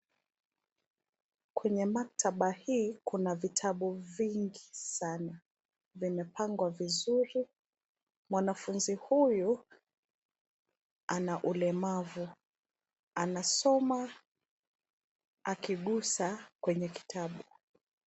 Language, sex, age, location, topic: Swahili, female, 25-35, Nairobi, education